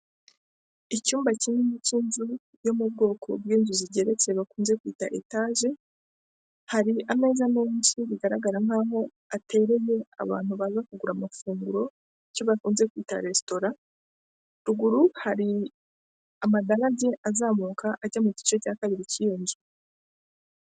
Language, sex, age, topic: Kinyarwanda, female, 25-35, finance